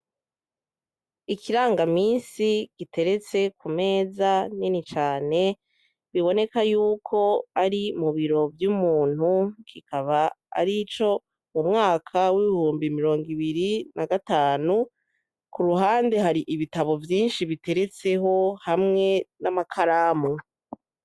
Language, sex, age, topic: Rundi, male, 36-49, education